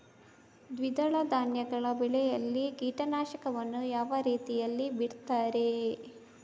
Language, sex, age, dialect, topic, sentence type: Kannada, female, 56-60, Coastal/Dakshin, agriculture, question